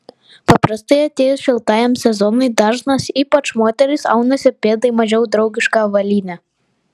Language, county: Lithuanian, Vilnius